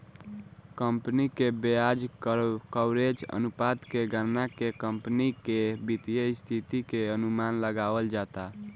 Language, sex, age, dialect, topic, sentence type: Bhojpuri, male, 18-24, Southern / Standard, banking, statement